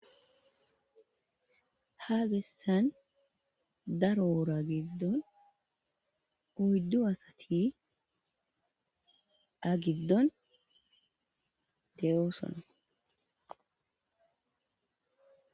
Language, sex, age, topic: Gamo, female, 25-35, agriculture